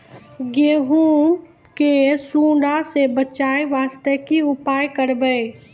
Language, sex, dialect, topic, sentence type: Maithili, female, Angika, agriculture, question